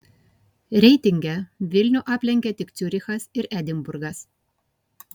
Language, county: Lithuanian, Kaunas